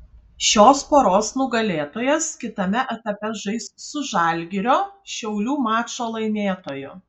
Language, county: Lithuanian, Kaunas